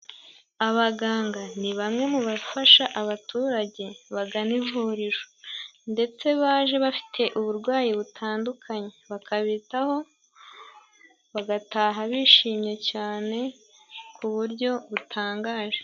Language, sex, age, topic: Kinyarwanda, male, 18-24, education